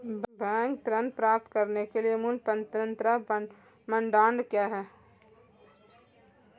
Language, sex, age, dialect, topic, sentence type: Hindi, female, 25-30, Marwari Dhudhari, banking, question